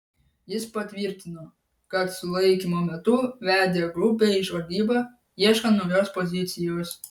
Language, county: Lithuanian, Vilnius